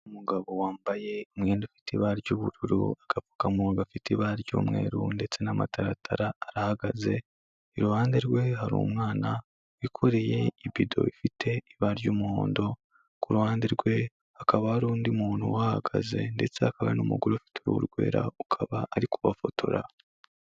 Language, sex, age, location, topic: Kinyarwanda, male, 25-35, Kigali, health